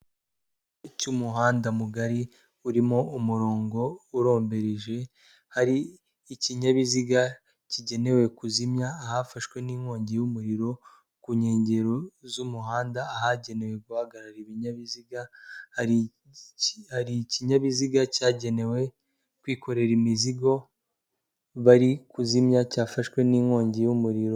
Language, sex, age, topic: Kinyarwanda, female, 18-24, government